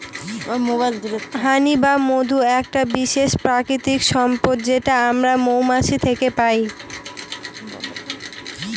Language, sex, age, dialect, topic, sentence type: Bengali, female, 18-24, Northern/Varendri, agriculture, statement